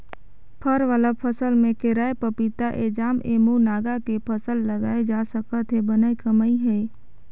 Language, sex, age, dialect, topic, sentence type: Chhattisgarhi, female, 18-24, Northern/Bhandar, agriculture, statement